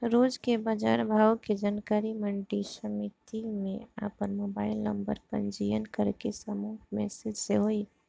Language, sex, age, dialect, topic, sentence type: Bhojpuri, female, 25-30, Northern, agriculture, question